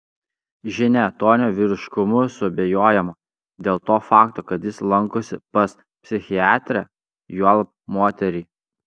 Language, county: Lithuanian, Klaipėda